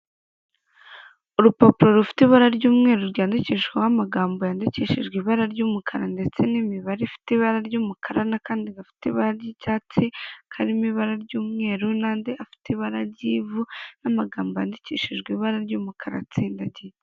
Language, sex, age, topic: Kinyarwanda, male, 25-35, finance